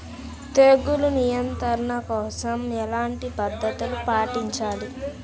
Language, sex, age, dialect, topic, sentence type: Telugu, female, 18-24, Central/Coastal, agriculture, question